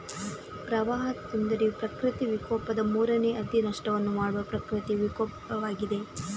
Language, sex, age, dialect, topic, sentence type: Kannada, female, 31-35, Coastal/Dakshin, agriculture, statement